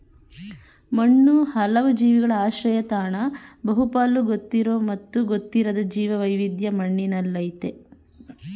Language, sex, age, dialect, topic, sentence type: Kannada, female, 31-35, Mysore Kannada, agriculture, statement